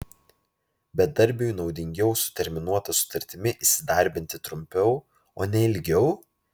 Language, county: Lithuanian, Vilnius